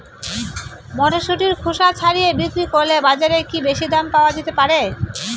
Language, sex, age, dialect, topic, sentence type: Bengali, male, 18-24, Rajbangshi, agriculture, question